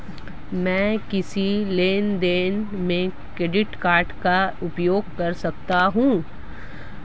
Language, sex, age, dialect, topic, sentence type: Hindi, female, 36-40, Marwari Dhudhari, banking, question